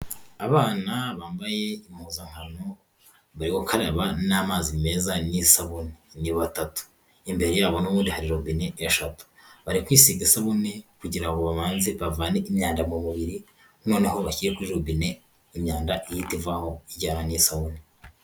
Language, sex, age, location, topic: Kinyarwanda, female, 18-24, Huye, health